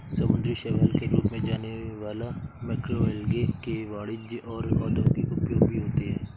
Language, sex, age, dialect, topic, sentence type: Hindi, male, 56-60, Awadhi Bundeli, agriculture, statement